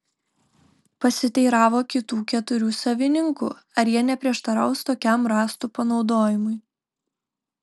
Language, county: Lithuanian, Telšiai